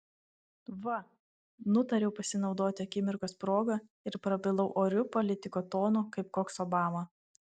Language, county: Lithuanian, Vilnius